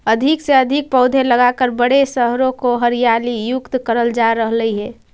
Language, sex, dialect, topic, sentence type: Magahi, female, Central/Standard, agriculture, statement